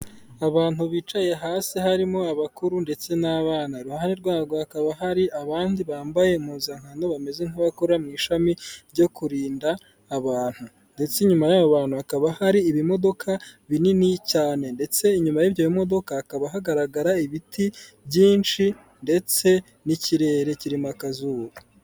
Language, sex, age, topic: Kinyarwanda, male, 25-35, government